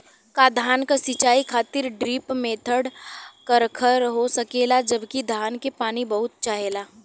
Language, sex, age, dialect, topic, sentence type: Bhojpuri, female, 18-24, Western, agriculture, question